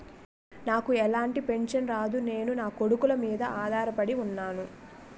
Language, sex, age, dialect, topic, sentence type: Telugu, female, 18-24, Utterandhra, banking, question